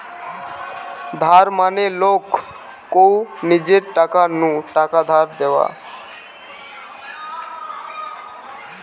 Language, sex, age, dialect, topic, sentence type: Bengali, male, 18-24, Western, banking, statement